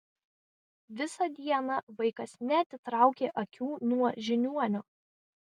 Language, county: Lithuanian, Vilnius